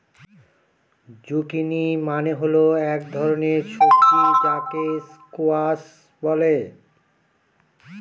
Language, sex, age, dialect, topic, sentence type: Bengali, male, 46-50, Northern/Varendri, agriculture, statement